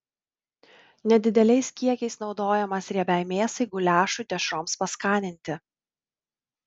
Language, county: Lithuanian, Vilnius